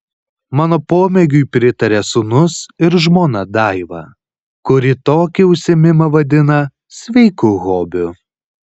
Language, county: Lithuanian, Kaunas